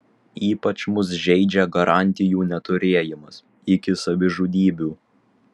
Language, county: Lithuanian, Vilnius